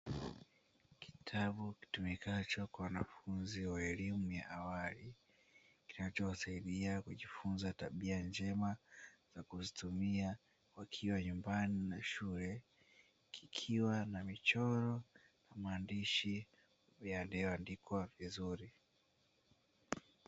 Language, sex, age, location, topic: Swahili, male, 18-24, Dar es Salaam, education